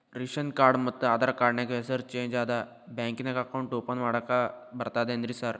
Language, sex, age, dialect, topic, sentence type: Kannada, male, 18-24, Dharwad Kannada, banking, question